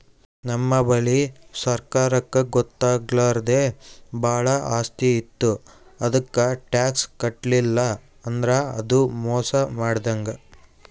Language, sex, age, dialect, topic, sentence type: Kannada, male, 18-24, Northeastern, banking, statement